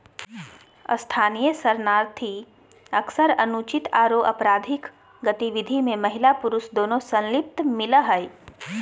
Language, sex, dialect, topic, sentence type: Magahi, female, Southern, agriculture, statement